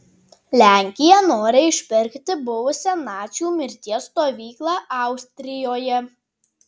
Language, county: Lithuanian, Tauragė